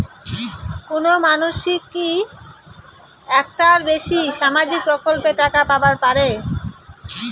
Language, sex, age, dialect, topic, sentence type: Bengali, male, 18-24, Rajbangshi, banking, question